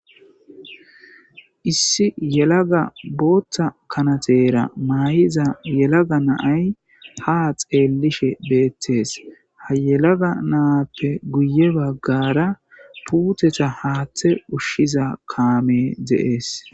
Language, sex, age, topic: Gamo, male, 25-35, agriculture